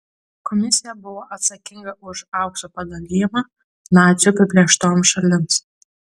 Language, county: Lithuanian, Klaipėda